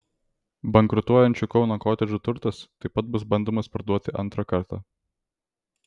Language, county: Lithuanian, Vilnius